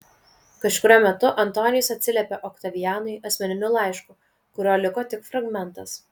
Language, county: Lithuanian, Vilnius